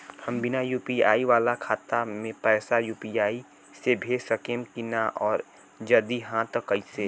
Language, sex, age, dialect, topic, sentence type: Bhojpuri, male, 18-24, Southern / Standard, banking, question